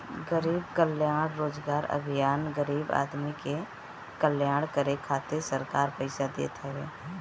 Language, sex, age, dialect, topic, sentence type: Bhojpuri, female, 18-24, Northern, banking, statement